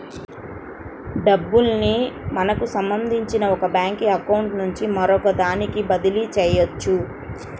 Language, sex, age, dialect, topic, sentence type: Telugu, female, 36-40, Central/Coastal, banking, statement